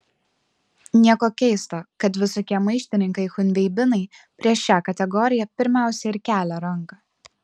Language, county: Lithuanian, Klaipėda